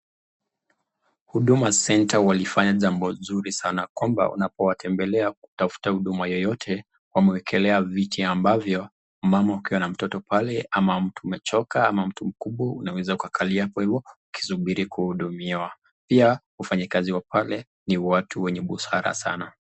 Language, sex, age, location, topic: Swahili, male, 25-35, Nakuru, government